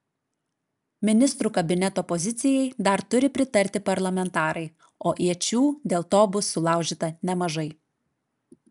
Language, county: Lithuanian, Klaipėda